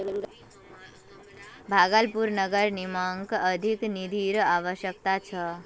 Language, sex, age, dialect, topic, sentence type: Magahi, female, 18-24, Northeastern/Surjapuri, banking, statement